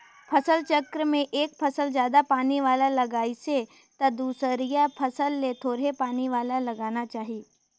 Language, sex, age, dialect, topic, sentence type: Chhattisgarhi, female, 18-24, Northern/Bhandar, agriculture, statement